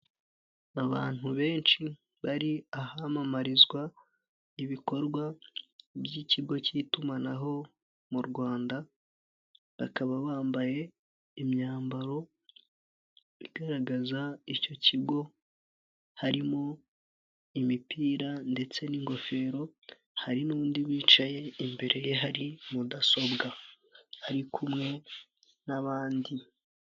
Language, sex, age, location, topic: Kinyarwanda, male, 25-35, Kigali, finance